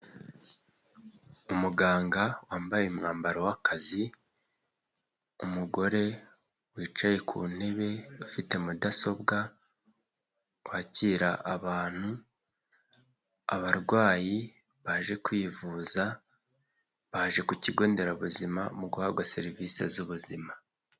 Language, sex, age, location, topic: Kinyarwanda, male, 18-24, Nyagatare, health